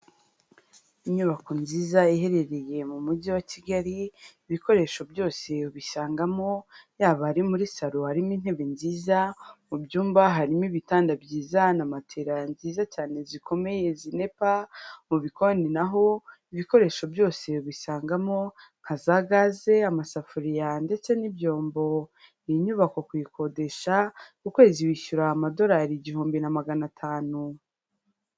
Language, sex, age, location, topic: Kinyarwanda, female, 18-24, Huye, finance